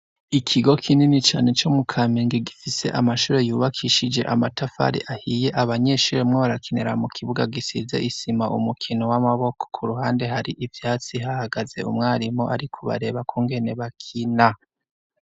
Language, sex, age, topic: Rundi, male, 25-35, education